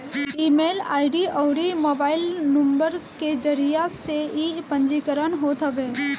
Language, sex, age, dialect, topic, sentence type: Bhojpuri, female, 18-24, Northern, banking, statement